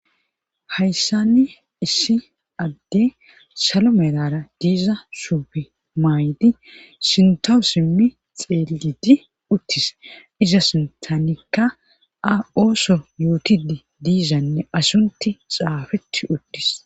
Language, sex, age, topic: Gamo, female, 25-35, government